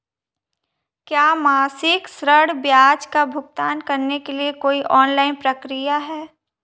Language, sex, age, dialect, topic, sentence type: Hindi, female, 18-24, Marwari Dhudhari, banking, question